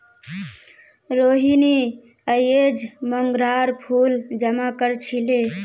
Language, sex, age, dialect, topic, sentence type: Magahi, female, 18-24, Northeastern/Surjapuri, agriculture, statement